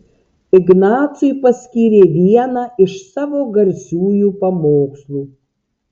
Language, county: Lithuanian, Tauragė